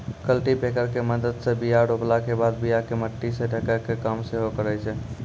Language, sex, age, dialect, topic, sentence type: Maithili, male, 18-24, Angika, agriculture, statement